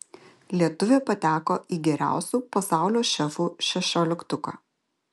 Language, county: Lithuanian, Vilnius